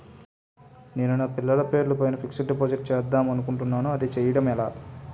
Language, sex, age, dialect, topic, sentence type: Telugu, male, 18-24, Utterandhra, banking, question